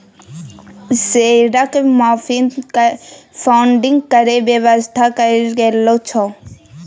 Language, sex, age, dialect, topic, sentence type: Maithili, female, 25-30, Bajjika, banking, statement